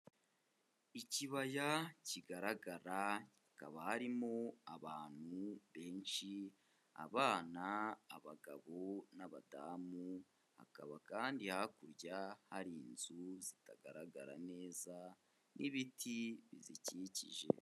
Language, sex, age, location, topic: Kinyarwanda, male, 25-35, Kigali, agriculture